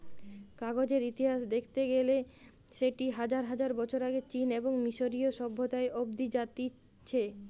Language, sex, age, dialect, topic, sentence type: Bengali, female, 31-35, Western, agriculture, statement